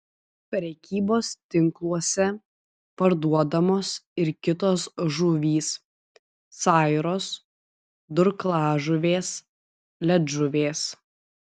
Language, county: Lithuanian, Vilnius